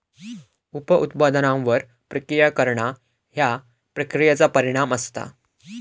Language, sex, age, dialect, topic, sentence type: Marathi, male, 18-24, Southern Konkan, agriculture, statement